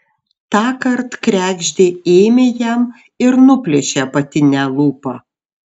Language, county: Lithuanian, Šiauliai